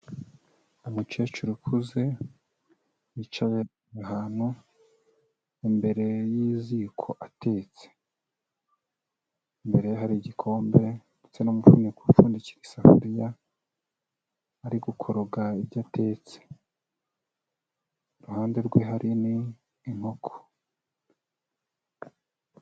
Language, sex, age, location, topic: Kinyarwanda, male, 25-35, Kigali, health